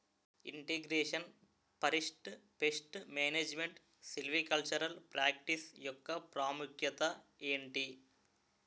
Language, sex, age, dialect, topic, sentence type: Telugu, male, 18-24, Utterandhra, agriculture, question